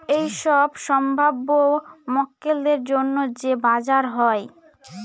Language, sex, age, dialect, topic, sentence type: Bengali, female, 18-24, Northern/Varendri, banking, statement